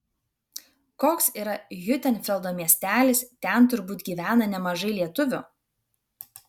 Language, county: Lithuanian, Vilnius